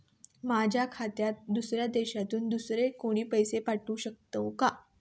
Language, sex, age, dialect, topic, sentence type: Marathi, female, 18-24, Standard Marathi, banking, question